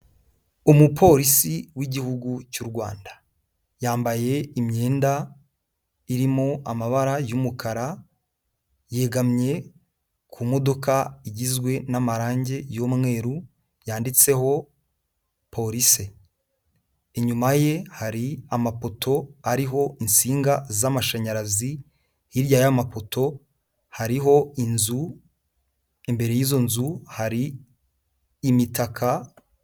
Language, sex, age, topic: Kinyarwanda, male, 18-24, government